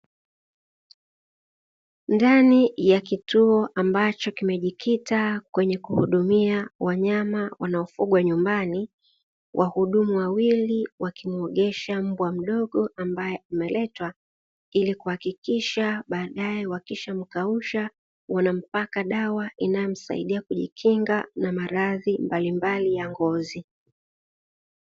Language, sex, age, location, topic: Swahili, female, 25-35, Dar es Salaam, agriculture